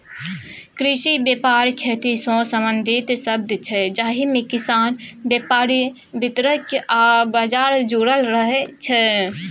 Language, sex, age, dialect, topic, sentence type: Maithili, female, 25-30, Bajjika, agriculture, statement